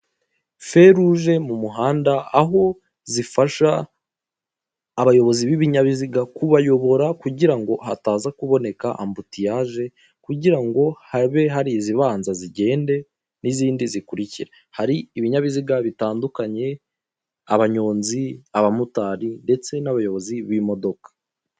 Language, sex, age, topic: Kinyarwanda, male, 18-24, government